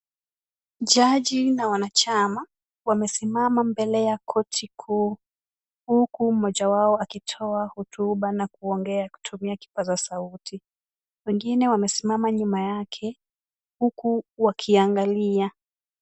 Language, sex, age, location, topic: Swahili, female, 25-35, Kisumu, government